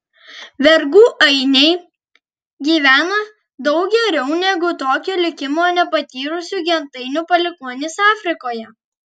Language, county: Lithuanian, Kaunas